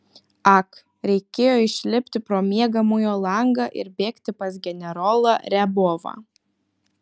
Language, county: Lithuanian, Kaunas